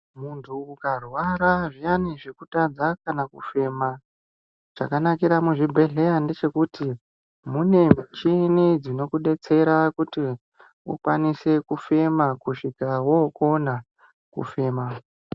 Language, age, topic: Ndau, 25-35, health